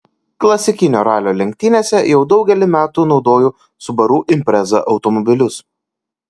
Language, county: Lithuanian, Kaunas